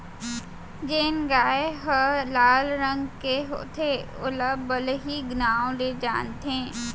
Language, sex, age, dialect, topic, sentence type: Chhattisgarhi, female, 18-24, Central, agriculture, statement